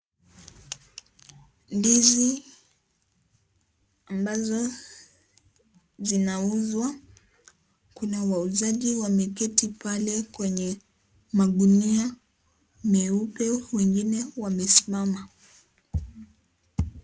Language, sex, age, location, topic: Swahili, female, 18-24, Kisii, agriculture